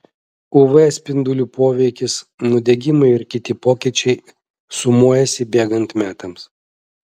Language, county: Lithuanian, Vilnius